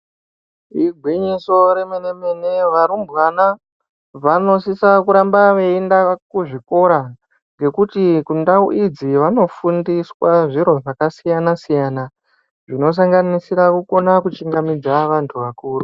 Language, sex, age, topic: Ndau, male, 25-35, education